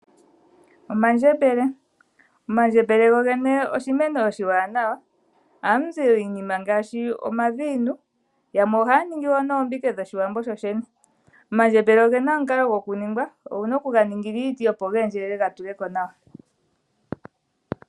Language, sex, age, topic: Oshiwambo, female, 36-49, agriculture